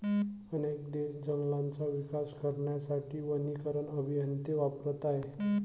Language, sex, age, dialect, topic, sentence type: Marathi, male, 25-30, Varhadi, agriculture, statement